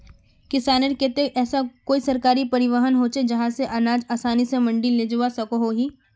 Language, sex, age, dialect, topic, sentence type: Magahi, female, 25-30, Northeastern/Surjapuri, agriculture, question